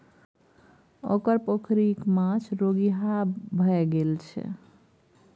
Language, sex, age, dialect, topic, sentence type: Maithili, female, 36-40, Bajjika, agriculture, statement